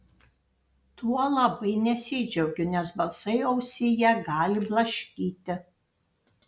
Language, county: Lithuanian, Panevėžys